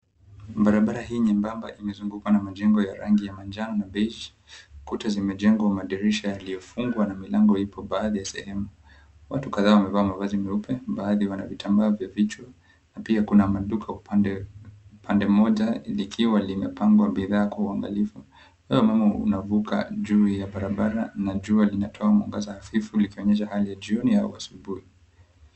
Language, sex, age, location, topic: Swahili, male, 25-35, Mombasa, government